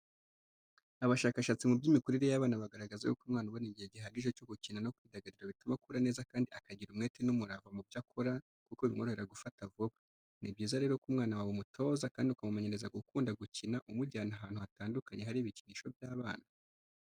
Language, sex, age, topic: Kinyarwanda, male, 25-35, education